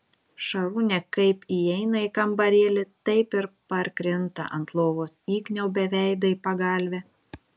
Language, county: Lithuanian, Šiauliai